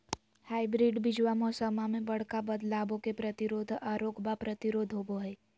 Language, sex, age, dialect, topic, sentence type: Magahi, female, 18-24, Southern, agriculture, statement